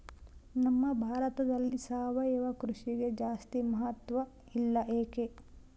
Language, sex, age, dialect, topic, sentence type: Kannada, female, 18-24, Central, agriculture, question